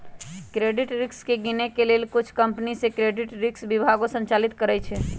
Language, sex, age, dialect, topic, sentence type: Magahi, female, 25-30, Western, banking, statement